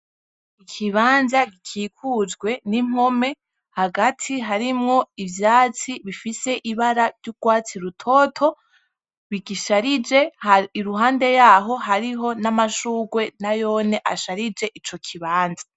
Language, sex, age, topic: Rundi, female, 18-24, agriculture